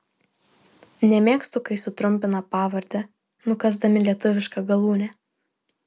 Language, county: Lithuanian, Vilnius